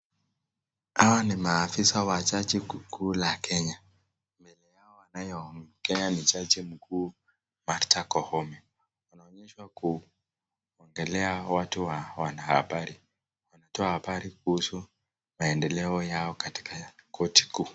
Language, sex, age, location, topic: Swahili, male, 18-24, Nakuru, government